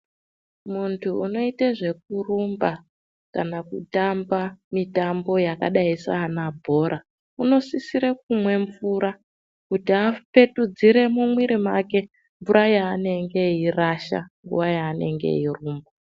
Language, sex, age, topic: Ndau, female, 18-24, health